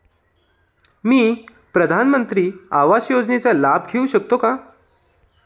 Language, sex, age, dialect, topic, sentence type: Marathi, male, 25-30, Standard Marathi, banking, question